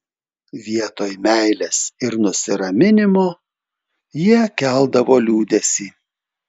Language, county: Lithuanian, Telšiai